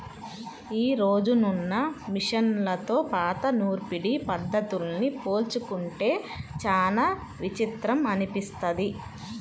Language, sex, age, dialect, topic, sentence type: Telugu, female, 25-30, Central/Coastal, agriculture, statement